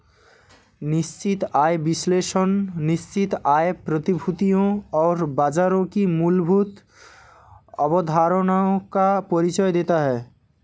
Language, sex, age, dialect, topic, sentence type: Hindi, male, 18-24, Hindustani Malvi Khadi Boli, banking, statement